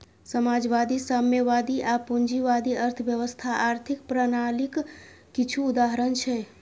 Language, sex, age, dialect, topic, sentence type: Maithili, female, 25-30, Eastern / Thethi, banking, statement